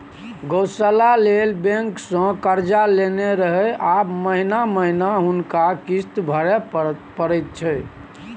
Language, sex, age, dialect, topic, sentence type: Maithili, male, 56-60, Bajjika, banking, statement